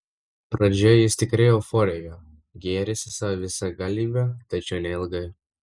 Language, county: Lithuanian, Vilnius